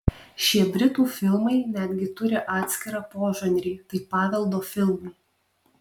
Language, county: Lithuanian, Alytus